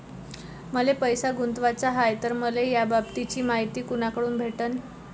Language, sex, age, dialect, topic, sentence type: Marathi, female, 18-24, Varhadi, banking, question